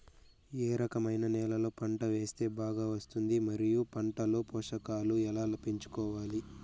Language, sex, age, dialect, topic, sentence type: Telugu, male, 41-45, Southern, agriculture, question